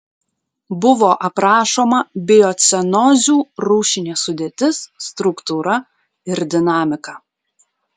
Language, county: Lithuanian, Klaipėda